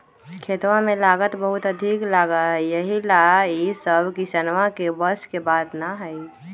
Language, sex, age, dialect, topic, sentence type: Magahi, female, 18-24, Western, agriculture, statement